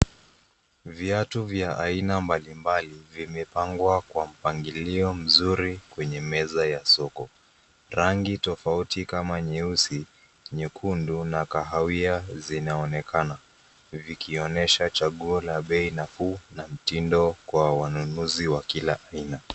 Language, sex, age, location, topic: Swahili, male, 18-24, Nairobi, finance